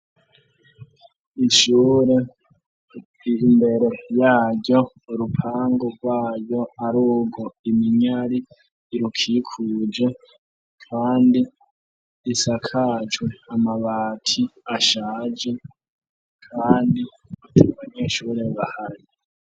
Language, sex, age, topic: Rundi, female, 25-35, education